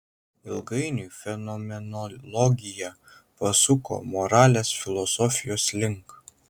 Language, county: Lithuanian, Kaunas